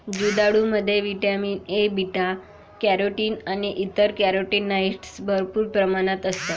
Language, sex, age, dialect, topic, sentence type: Marathi, female, 25-30, Varhadi, agriculture, statement